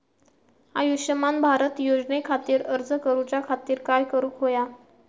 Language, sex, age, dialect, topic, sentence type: Marathi, female, 18-24, Southern Konkan, banking, question